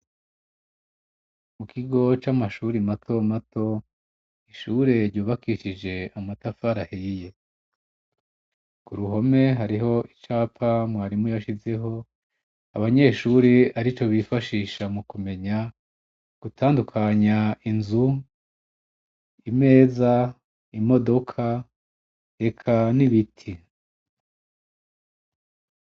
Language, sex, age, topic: Rundi, female, 36-49, education